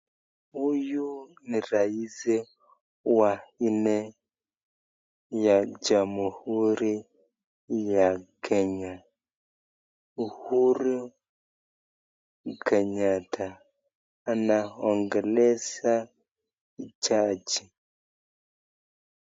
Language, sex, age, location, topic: Swahili, male, 25-35, Nakuru, government